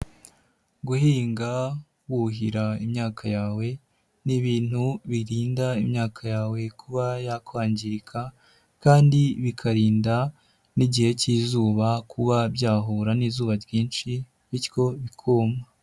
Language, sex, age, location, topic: Kinyarwanda, male, 50+, Nyagatare, agriculture